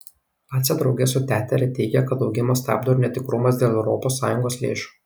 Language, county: Lithuanian, Kaunas